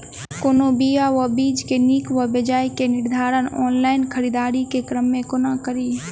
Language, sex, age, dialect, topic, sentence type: Maithili, female, 18-24, Southern/Standard, agriculture, question